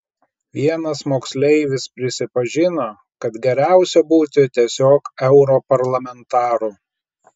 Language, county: Lithuanian, Klaipėda